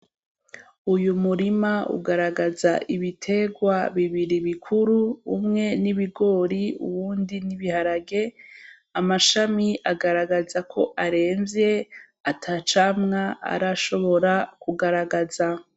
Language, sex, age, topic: Rundi, female, 25-35, agriculture